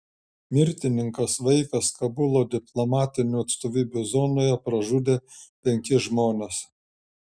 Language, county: Lithuanian, Šiauliai